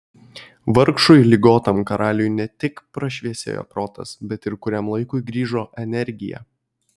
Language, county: Lithuanian, Kaunas